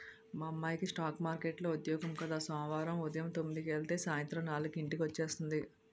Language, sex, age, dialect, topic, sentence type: Telugu, female, 36-40, Utterandhra, banking, statement